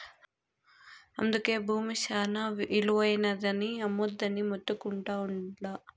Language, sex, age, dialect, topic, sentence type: Telugu, female, 18-24, Southern, agriculture, statement